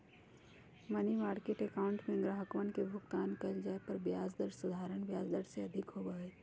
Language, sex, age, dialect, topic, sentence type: Magahi, female, 31-35, Western, banking, statement